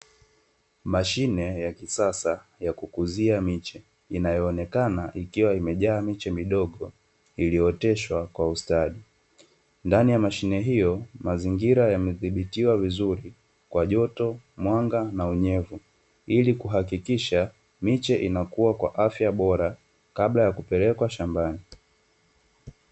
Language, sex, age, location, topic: Swahili, male, 25-35, Dar es Salaam, agriculture